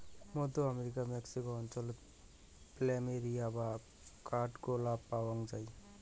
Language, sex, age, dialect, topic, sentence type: Bengali, male, 18-24, Rajbangshi, agriculture, statement